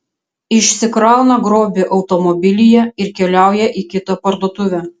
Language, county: Lithuanian, Kaunas